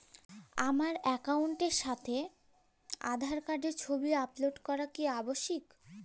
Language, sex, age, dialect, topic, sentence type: Bengali, female, <18, Jharkhandi, banking, question